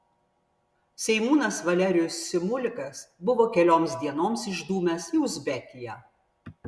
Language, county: Lithuanian, Vilnius